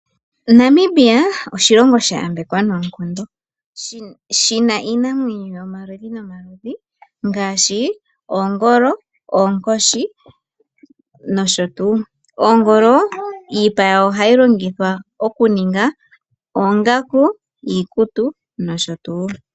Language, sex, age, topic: Oshiwambo, female, 25-35, agriculture